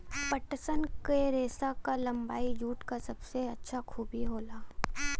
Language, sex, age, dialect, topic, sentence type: Bhojpuri, female, 18-24, Western, agriculture, statement